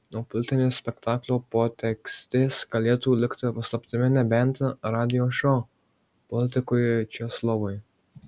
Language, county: Lithuanian, Marijampolė